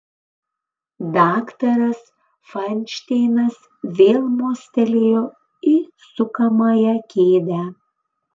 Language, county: Lithuanian, Panevėžys